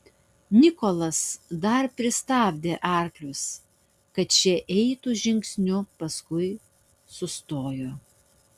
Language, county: Lithuanian, Utena